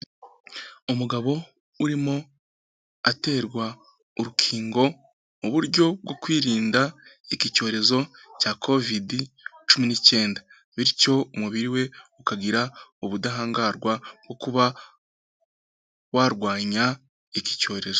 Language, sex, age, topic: Kinyarwanda, male, 25-35, health